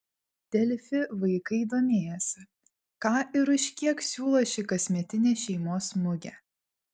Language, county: Lithuanian, Vilnius